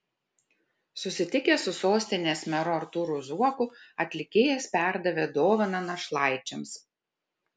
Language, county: Lithuanian, Kaunas